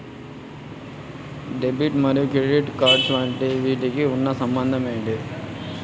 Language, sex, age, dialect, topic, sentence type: Telugu, male, 18-24, Telangana, banking, question